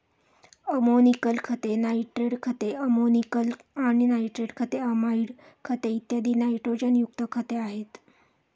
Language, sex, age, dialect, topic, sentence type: Marathi, female, 36-40, Standard Marathi, agriculture, statement